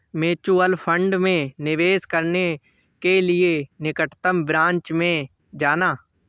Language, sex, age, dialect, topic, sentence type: Hindi, male, 25-30, Awadhi Bundeli, banking, statement